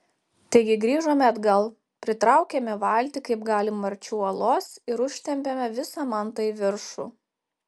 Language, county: Lithuanian, Telšiai